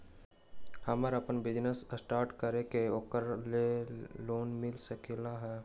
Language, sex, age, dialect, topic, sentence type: Magahi, male, 18-24, Western, banking, question